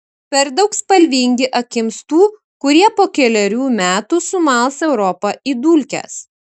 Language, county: Lithuanian, Kaunas